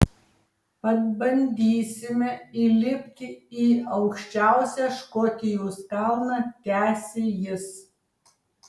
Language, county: Lithuanian, Tauragė